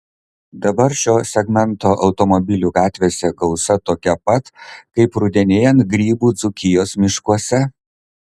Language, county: Lithuanian, Kaunas